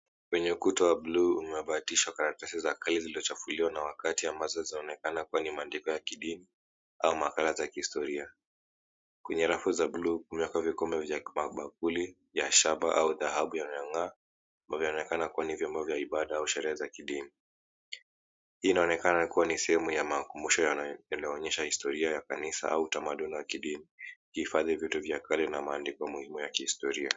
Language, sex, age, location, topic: Swahili, male, 18-24, Mombasa, government